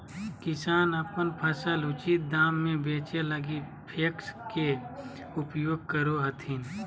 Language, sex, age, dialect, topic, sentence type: Magahi, male, 25-30, Southern, agriculture, statement